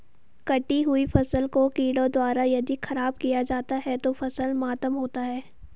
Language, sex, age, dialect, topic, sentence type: Hindi, female, 51-55, Hindustani Malvi Khadi Boli, agriculture, statement